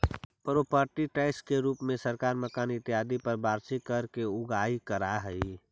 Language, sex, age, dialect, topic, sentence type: Magahi, male, 51-55, Central/Standard, banking, statement